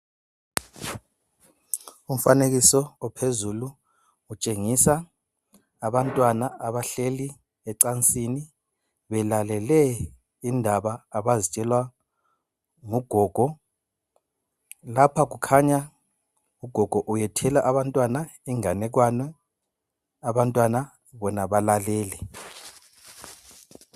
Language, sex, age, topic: North Ndebele, male, 25-35, education